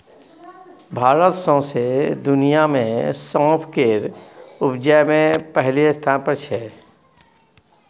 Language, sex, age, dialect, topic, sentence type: Maithili, male, 46-50, Bajjika, agriculture, statement